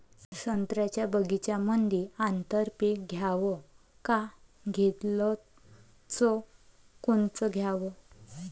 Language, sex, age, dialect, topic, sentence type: Marathi, female, 25-30, Varhadi, agriculture, question